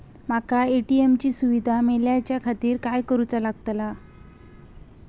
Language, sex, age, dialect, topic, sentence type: Marathi, female, 18-24, Southern Konkan, banking, question